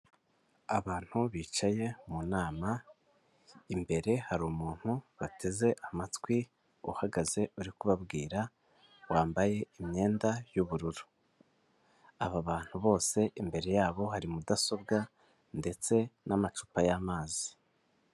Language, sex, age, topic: Kinyarwanda, male, 25-35, government